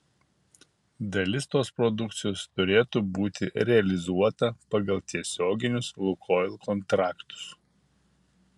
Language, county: Lithuanian, Kaunas